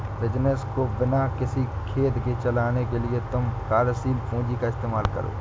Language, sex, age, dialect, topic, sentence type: Hindi, male, 60-100, Awadhi Bundeli, banking, statement